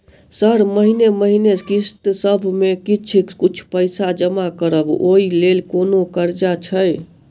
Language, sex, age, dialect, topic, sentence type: Maithili, male, 18-24, Southern/Standard, banking, question